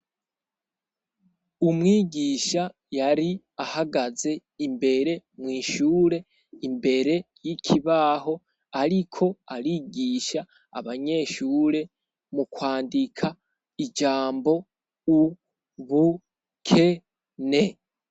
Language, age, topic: Rundi, 18-24, education